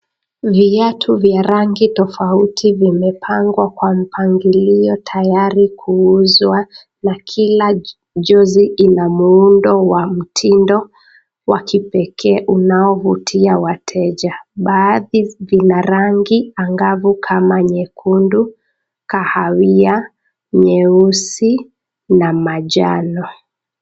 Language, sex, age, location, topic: Swahili, female, 25-35, Nakuru, finance